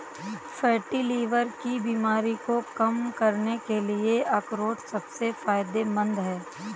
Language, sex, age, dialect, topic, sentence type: Hindi, female, 18-24, Awadhi Bundeli, agriculture, statement